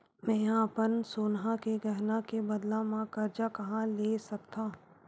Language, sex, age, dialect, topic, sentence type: Chhattisgarhi, female, 18-24, Western/Budati/Khatahi, banking, statement